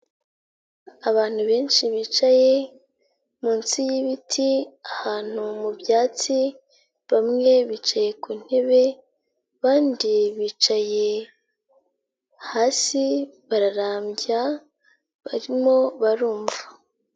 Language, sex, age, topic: Kinyarwanda, female, 18-24, government